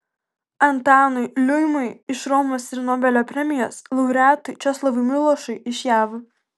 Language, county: Lithuanian, Kaunas